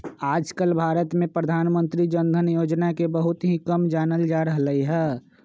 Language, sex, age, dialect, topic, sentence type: Magahi, male, 25-30, Western, banking, statement